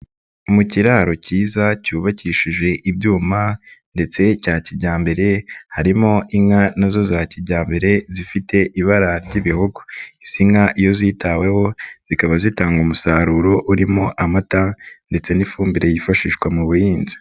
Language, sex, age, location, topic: Kinyarwanda, male, 25-35, Nyagatare, agriculture